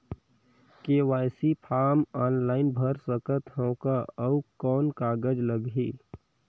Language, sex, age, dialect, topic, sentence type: Chhattisgarhi, male, 18-24, Northern/Bhandar, banking, question